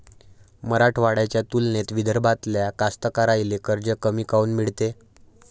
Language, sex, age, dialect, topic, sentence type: Marathi, male, 18-24, Varhadi, agriculture, question